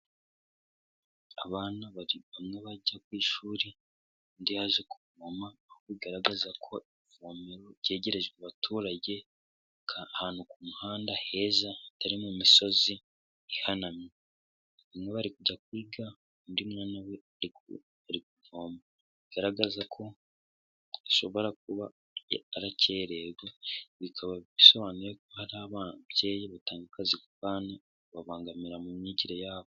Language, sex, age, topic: Kinyarwanda, male, 18-24, health